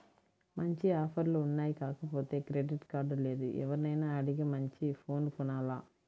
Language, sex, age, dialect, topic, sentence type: Telugu, female, 18-24, Central/Coastal, banking, statement